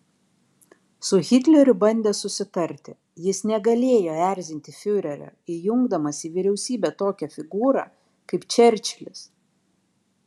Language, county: Lithuanian, Kaunas